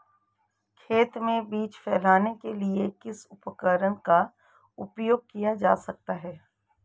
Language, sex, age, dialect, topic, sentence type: Hindi, female, 36-40, Marwari Dhudhari, agriculture, question